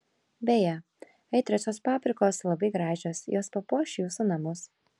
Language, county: Lithuanian, Kaunas